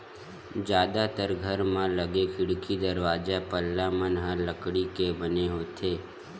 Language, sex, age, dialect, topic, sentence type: Chhattisgarhi, male, 18-24, Western/Budati/Khatahi, agriculture, statement